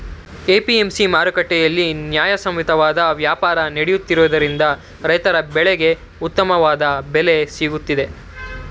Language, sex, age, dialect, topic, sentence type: Kannada, male, 31-35, Mysore Kannada, banking, statement